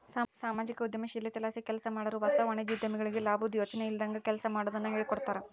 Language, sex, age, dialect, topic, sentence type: Kannada, female, 41-45, Central, banking, statement